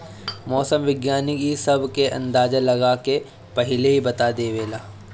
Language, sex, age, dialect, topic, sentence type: Bhojpuri, female, 18-24, Northern, agriculture, statement